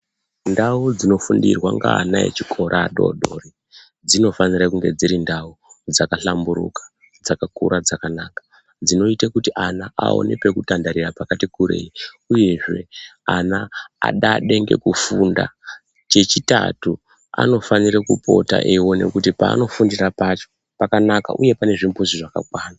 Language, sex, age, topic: Ndau, male, 18-24, education